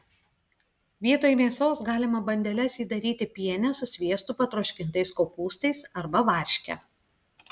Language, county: Lithuanian, Klaipėda